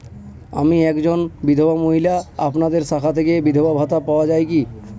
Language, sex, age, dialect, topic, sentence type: Bengali, male, 18-24, Northern/Varendri, banking, question